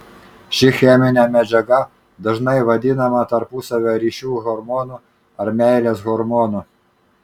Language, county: Lithuanian, Kaunas